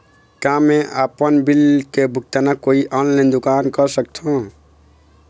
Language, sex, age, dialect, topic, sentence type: Chhattisgarhi, male, 46-50, Eastern, banking, question